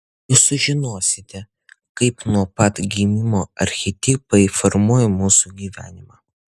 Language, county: Lithuanian, Utena